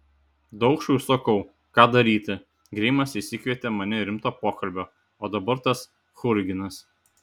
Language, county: Lithuanian, Šiauliai